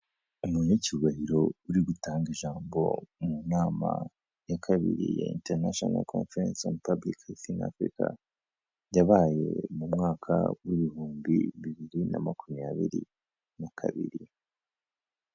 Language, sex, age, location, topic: Kinyarwanda, male, 18-24, Kigali, health